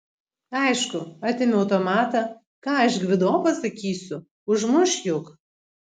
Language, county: Lithuanian, Kaunas